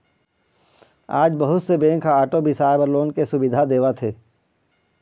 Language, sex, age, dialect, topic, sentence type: Chhattisgarhi, male, 25-30, Eastern, banking, statement